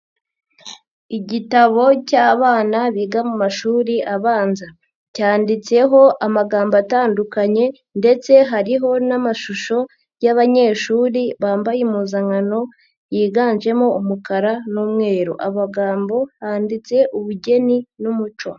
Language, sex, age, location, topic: Kinyarwanda, female, 50+, Nyagatare, education